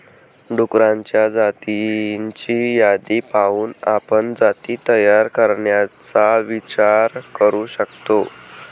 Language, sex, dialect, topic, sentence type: Marathi, male, Varhadi, agriculture, statement